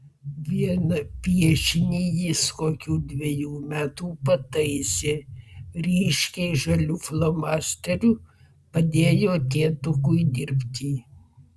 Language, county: Lithuanian, Vilnius